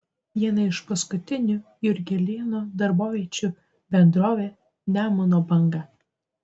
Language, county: Lithuanian, Tauragė